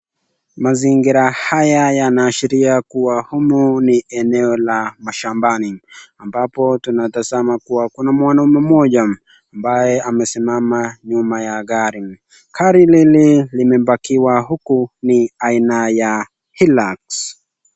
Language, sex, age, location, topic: Swahili, male, 18-24, Nakuru, finance